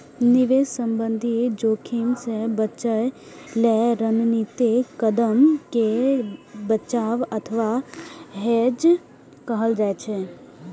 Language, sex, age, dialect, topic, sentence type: Maithili, female, 18-24, Eastern / Thethi, banking, statement